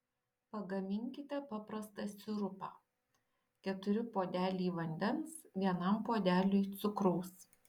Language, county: Lithuanian, Šiauliai